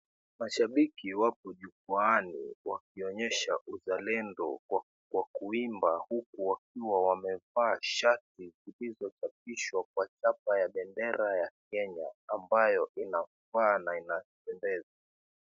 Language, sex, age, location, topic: Swahili, male, 25-35, Mombasa, government